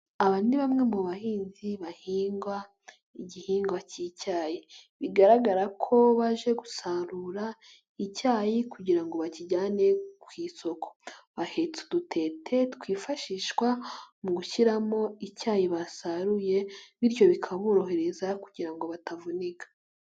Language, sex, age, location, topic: Kinyarwanda, female, 18-24, Nyagatare, agriculture